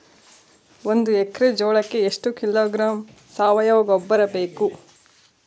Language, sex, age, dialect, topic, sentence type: Kannada, female, 36-40, Central, agriculture, question